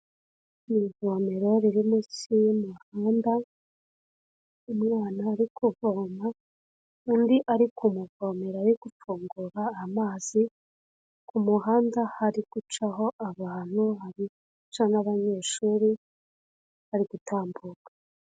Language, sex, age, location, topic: Kinyarwanda, female, 25-35, Kigali, health